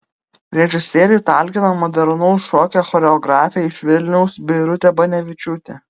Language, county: Lithuanian, Vilnius